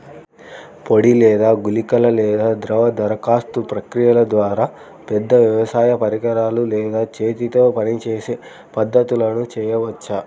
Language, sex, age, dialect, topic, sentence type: Telugu, male, 25-30, Central/Coastal, agriculture, question